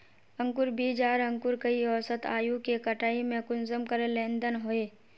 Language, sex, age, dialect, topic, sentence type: Magahi, female, 18-24, Northeastern/Surjapuri, agriculture, question